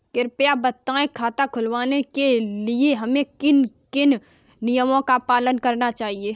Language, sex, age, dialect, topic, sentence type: Hindi, female, 46-50, Kanauji Braj Bhasha, banking, question